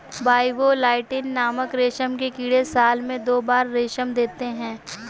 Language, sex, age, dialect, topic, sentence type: Hindi, female, 18-24, Marwari Dhudhari, agriculture, statement